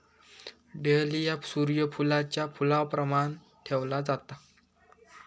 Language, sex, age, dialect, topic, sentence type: Marathi, male, 18-24, Southern Konkan, agriculture, statement